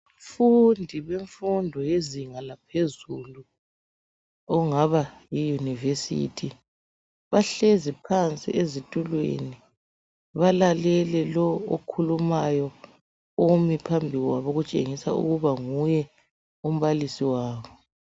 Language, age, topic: North Ndebele, 36-49, education